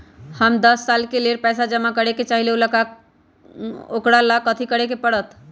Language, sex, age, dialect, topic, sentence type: Magahi, male, 31-35, Western, banking, question